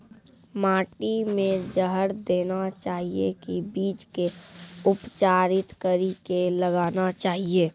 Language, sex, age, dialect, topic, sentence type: Maithili, female, 31-35, Angika, agriculture, question